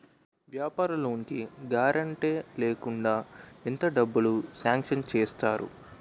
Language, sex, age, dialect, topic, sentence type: Telugu, male, 18-24, Utterandhra, banking, question